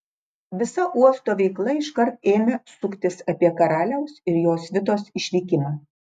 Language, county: Lithuanian, Klaipėda